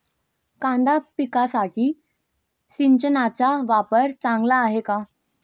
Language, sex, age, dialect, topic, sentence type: Marathi, female, 18-24, Standard Marathi, agriculture, question